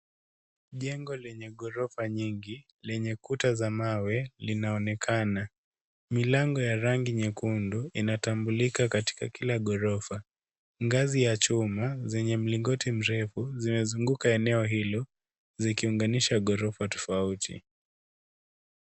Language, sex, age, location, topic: Swahili, male, 18-24, Kisumu, education